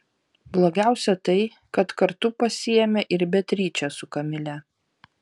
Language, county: Lithuanian, Vilnius